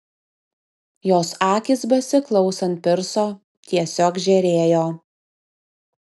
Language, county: Lithuanian, Vilnius